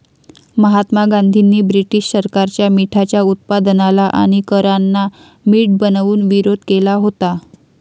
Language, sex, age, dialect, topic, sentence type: Marathi, female, 51-55, Varhadi, banking, statement